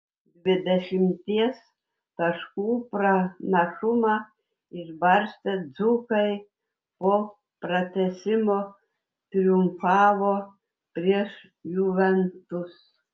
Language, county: Lithuanian, Telšiai